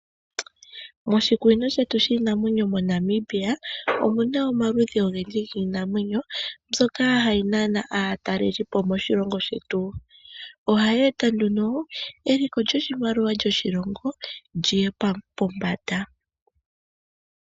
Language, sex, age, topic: Oshiwambo, male, 25-35, agriculture